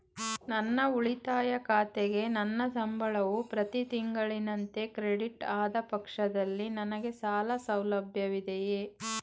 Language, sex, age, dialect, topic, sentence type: Kannada, female, 31-35, Mysore Kannada, banking, question